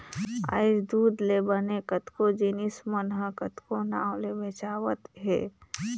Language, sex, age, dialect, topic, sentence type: Chhattisgarhi, female, 18-24, Northern/Bhandar, agriculture, statement